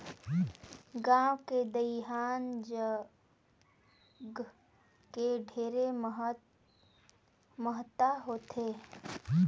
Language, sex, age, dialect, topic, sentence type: Chhattisgarhi, female, 18-24, Northern/Bhandar, agriculture, statement